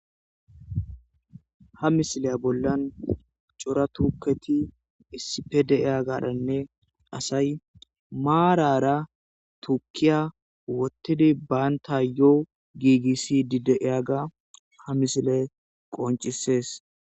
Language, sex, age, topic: Gamo, male, 18-24, agriculture